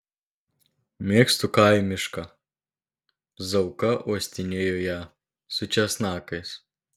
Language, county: Lithuanian, Telšiai